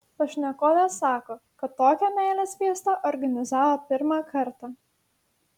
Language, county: Lithuanian, Šiauliai